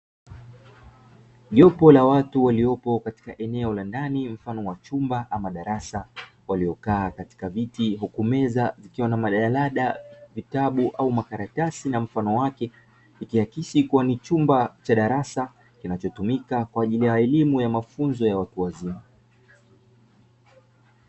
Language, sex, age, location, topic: Swahili, male, 25-35, Dar es Salaam, education